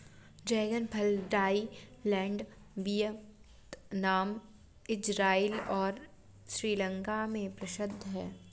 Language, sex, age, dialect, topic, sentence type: Hindi, female, 60-100, Awadhi Bundeli, agriculture, statement